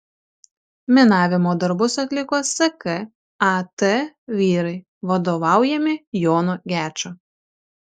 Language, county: Lithuanian, Šiauliai